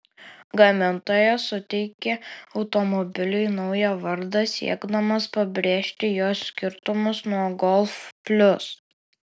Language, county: Lithuanian, Alytus